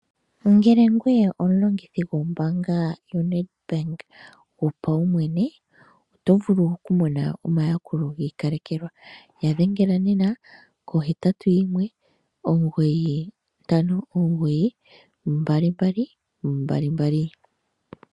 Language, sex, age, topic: Oshiwambo, female, 25-35, finance